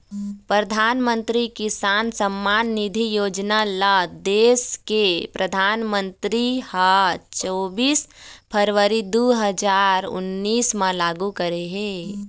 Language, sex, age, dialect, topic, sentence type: Chhattisgarhi, female, 18-24, Eastern, agriculture, statement